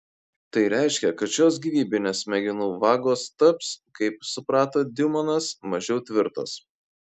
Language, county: Lithuanian, Kaunas